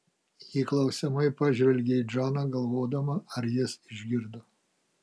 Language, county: Lithuanian, Kaunas